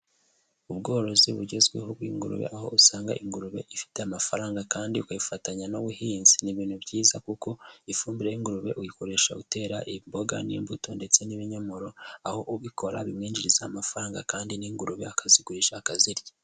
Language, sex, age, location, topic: Kinyarwanda, male, 18-24, Huye, agriculture